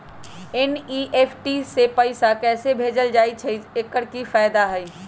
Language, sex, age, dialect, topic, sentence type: Magahi, male, 18-24, Western, banking, question